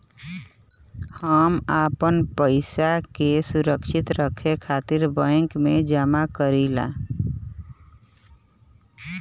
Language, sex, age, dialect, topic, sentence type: Bhojpuri, female, <18, Western, banking, statement